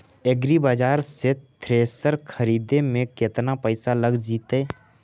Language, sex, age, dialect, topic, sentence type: Magahi, male, 18-24, Central/Standard, agriculture, question